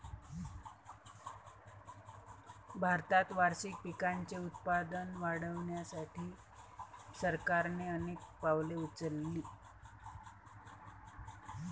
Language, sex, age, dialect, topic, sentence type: Marathi, female, 31-35, Varhadi, agriculture, statement